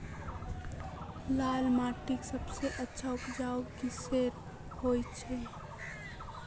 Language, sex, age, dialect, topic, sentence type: Magahi, female, 18-24, Northeastern/Surjapuri, agriculture, question